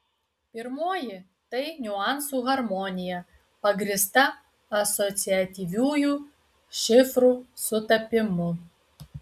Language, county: Lithuanian, Utena